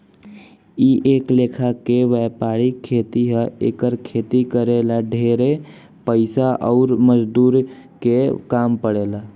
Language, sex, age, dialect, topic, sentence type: Bhojpuri, male, <18, Southern / Standard, agriculture, statement